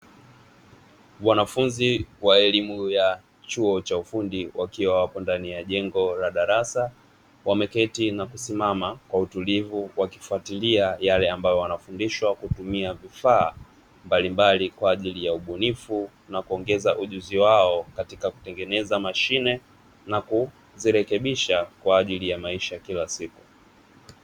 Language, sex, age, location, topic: Swahili, male, 25-35, Dar es Salaam, education